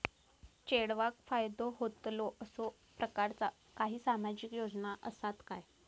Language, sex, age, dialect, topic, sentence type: Marathi, female, 18-24, Southern Konkan, banking, statement